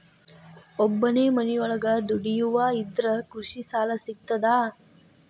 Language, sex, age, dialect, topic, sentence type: Kannada, female, 18-24, Dharwad Kannada, banking, question